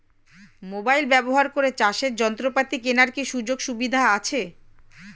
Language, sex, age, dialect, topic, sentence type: Bengali, female, 41-45, Standard Colloquial, agriculture, question